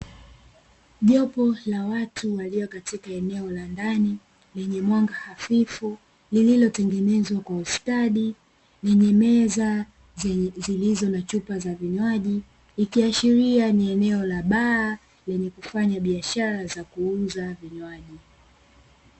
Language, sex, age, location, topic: Swahili, female, 18-24, Dar es Salaam, finance